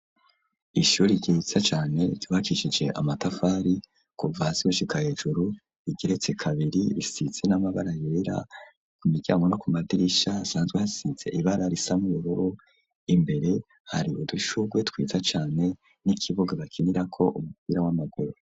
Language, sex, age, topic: Rundi, male, 25-35, education